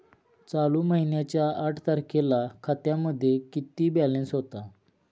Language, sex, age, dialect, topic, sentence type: Marathi, male, 25-30, Standard Marathi, banking, question